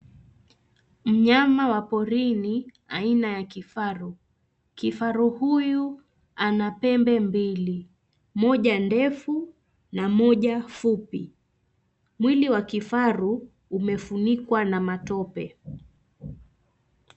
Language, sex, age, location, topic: Swahili, female, 25-35, Nairobi, government